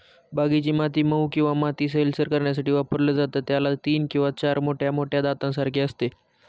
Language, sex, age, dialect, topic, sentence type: Marathi, male, 18-24, Northern Konkan, agriculture, statement